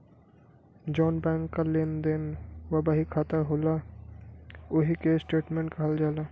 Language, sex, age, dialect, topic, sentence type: Bhojpuri, male, 18-24, Western, banking, statement